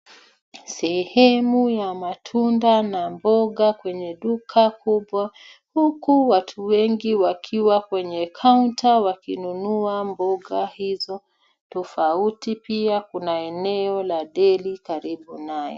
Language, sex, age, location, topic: Swahili, female, 36-49, Nairobi, finance